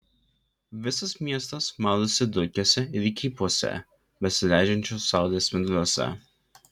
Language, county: Lithuanian, Klaipėda